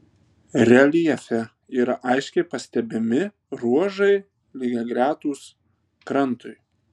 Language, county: Lithuanian, Tauragė